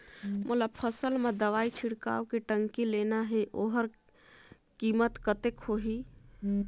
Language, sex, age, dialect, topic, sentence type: Chhattisgarhi, female, 18-24, Northern/Bhandar, agriculture, question